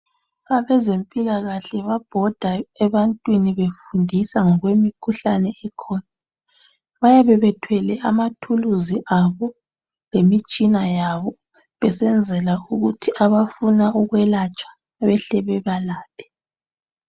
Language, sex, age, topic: North Ndebele, male, 36-49, health